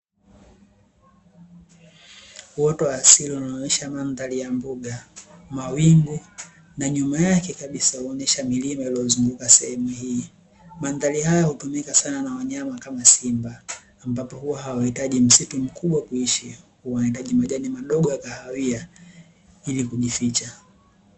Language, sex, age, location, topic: Swahili, male, 18-24, Dar es Salaam, agriculture